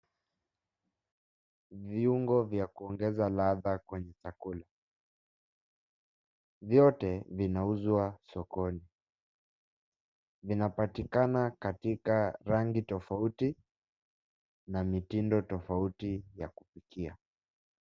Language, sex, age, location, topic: Swahili, male, 18-24, Mombasa, agriculture